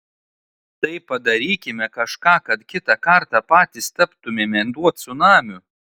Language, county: Lithuanian, Tauragė